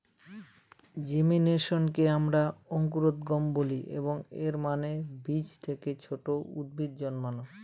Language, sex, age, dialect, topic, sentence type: Bengali, male, 25-30, Northern/Varendri, agriculture, statement